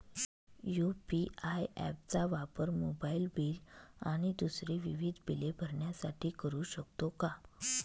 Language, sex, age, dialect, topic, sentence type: Marathi, female, 25-30, Northern Konkan, banking, statement